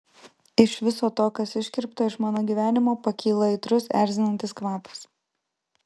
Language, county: Lithuanian, Vilnius